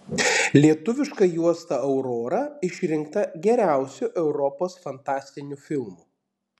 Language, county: Lithuanian, Panevėžys